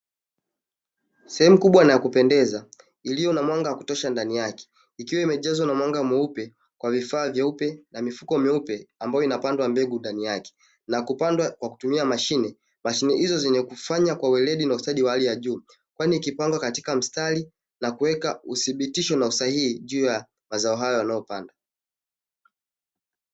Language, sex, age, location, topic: Swahili, male, 18-24, Dar es Salaam, agriculture